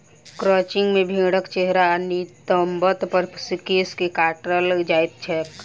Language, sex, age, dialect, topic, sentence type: Maithili, female, 18-24, Southern/Standard, agriculture, statement